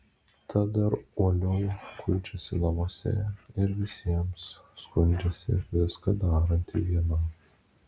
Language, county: Lithuanian, Vilnius